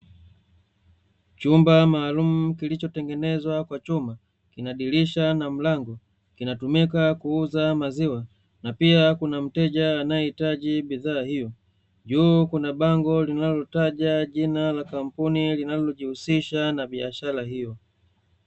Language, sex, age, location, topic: Swahili, male, 25-35, Dar es Salaam, finance